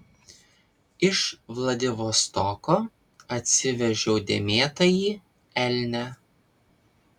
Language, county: Lithuanian, Vilnius